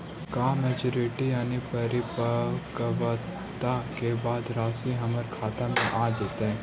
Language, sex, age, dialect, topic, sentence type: Magahi, male, 31-35, Central/Standard, banking, question